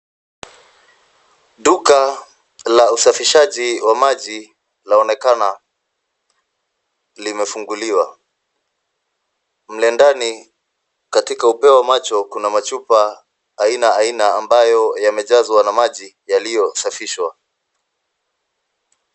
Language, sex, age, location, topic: Swahili, male, 25-35, Nairobi, government